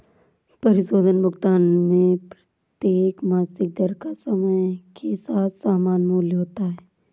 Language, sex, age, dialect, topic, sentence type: Hindi, female, 56-60, Awadhi Bundeli, banking, statement